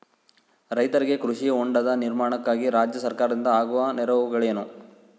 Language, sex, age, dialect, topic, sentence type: Kannada, male, 25-30, Central, agriculture, question